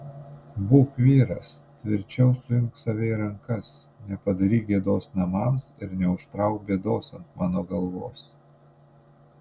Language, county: Lithuanian, Panevėžys